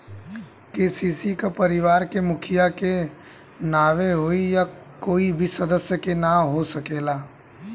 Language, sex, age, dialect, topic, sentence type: Bhojpuri, male, 18-24, Western, agriculture, question